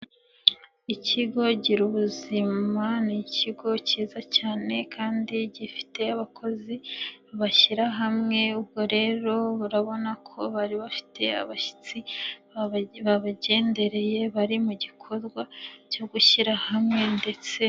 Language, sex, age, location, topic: Kinyarwanda, female, 25-35, Nyagatare, health